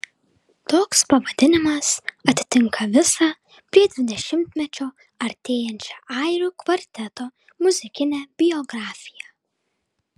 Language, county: Lithuanian, Vilnius